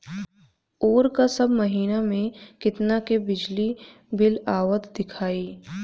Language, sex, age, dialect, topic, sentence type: Bhojpuri, female, 18-24, Southern / Standard, banking, statement